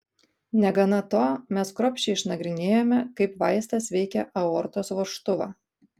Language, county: Lithuanian, Kaunas